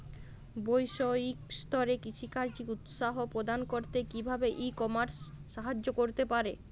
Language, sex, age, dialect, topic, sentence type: Bengali, female, 25-30, Jharkhandi, agriculture, question